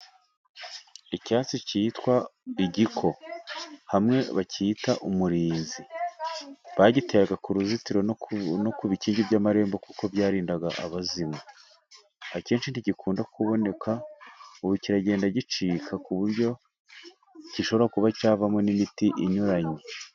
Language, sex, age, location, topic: Kinyarwanda, male, 36-49, Musanze, health